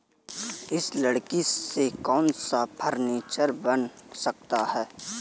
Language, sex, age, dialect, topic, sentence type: Hindi, male, 18-24, Kanauji Braj Bhasha, agriculture, statement